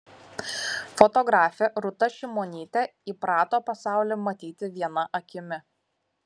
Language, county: Lithuanian, Kaunas